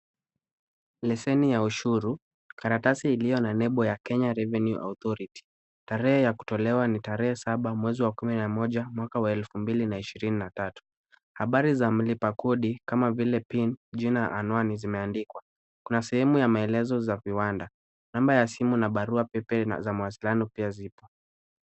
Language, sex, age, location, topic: Swahili, male, 18-24, Kisumu, finance